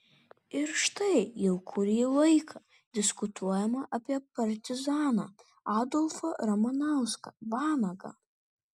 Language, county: Lithuanian, Kaunas